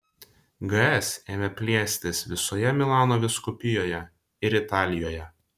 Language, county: Lithuanian, Vilnius